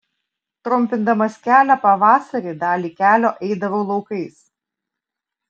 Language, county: Lithuanian, Vilnius